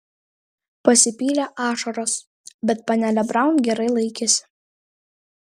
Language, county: Lithuanian, Vilnius